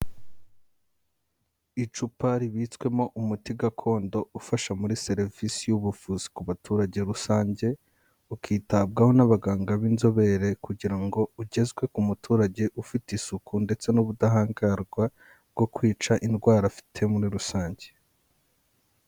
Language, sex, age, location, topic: Kinyarwanda, male, 18-24, Kigali, health